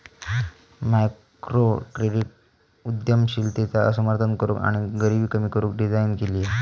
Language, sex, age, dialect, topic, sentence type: Marathi, male, 18-24, Southern Konkan, banking, statement